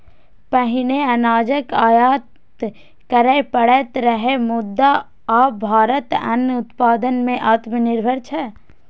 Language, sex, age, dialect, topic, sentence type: Maithili, female, 18-24, Eastern / Thethi, agriculture, statement